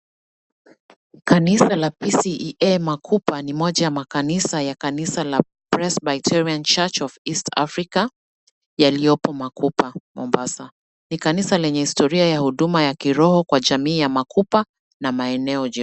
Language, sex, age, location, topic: Swahili, female, 36-49, Mombasa, government